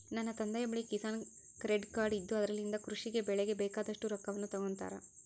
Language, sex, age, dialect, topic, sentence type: Kannada, female, 18-24, Central, agriculture, statement